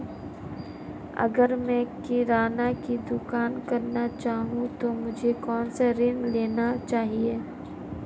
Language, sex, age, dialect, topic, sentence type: Hindi, female, 25-30, Marwari Dhudhari, banking, question